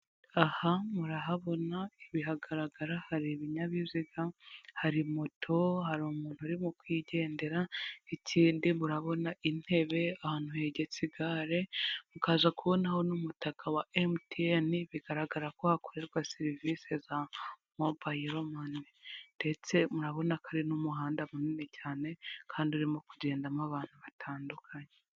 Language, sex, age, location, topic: Kinyarwanda, female, 18-24, Huye, government